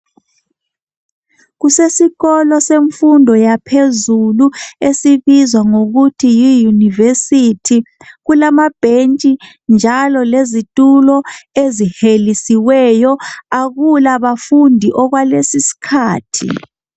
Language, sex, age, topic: North Ndebele, male, 25-35, education